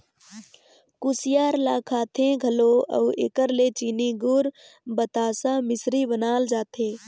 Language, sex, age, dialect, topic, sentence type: Chhattisgarhi, female, 18-24, Northern/Bhandar, agriculture, statement